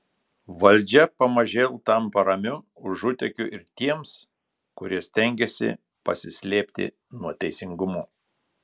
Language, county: Lithuanian, Telšiai